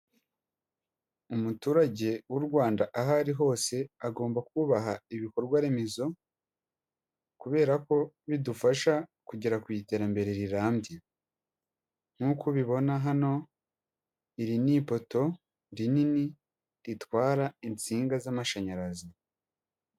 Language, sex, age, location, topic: Kinyarwanda, male, 25-35, Huye, government